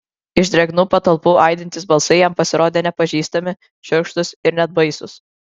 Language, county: Lithuanian, Kaunas